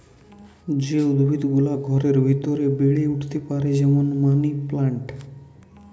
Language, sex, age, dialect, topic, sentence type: Bengali, male, 18-24, Western, agriculture, statement